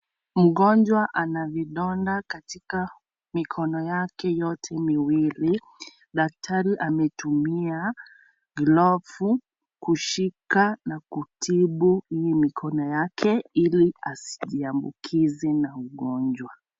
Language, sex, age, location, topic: Swahili, female, 25-35, Kisii, health